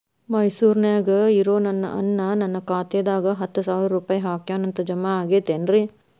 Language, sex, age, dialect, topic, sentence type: Kannada, female, 31-35, Dharwad Kannada, banking, question